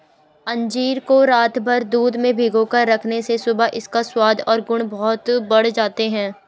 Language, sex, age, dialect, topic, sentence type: Hindi, female, 18-24, Garhwali, agriculture, statement